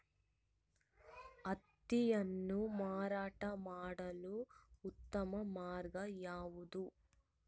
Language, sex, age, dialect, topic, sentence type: Kannada, female, 18-24, Central, agriculture, question